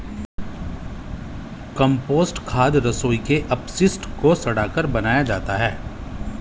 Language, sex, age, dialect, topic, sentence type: Hindi, male, 41-45, Hindustani Malvi Khadi Boli, agriculture, statement